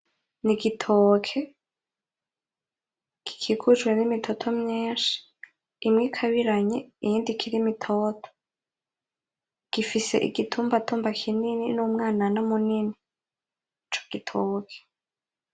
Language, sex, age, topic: Rundi, female, 18-24, agriculture